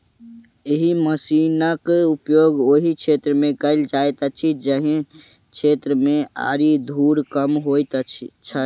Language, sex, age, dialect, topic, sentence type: Maithili, male, 18-24, Southern/Standard, agriculture, statement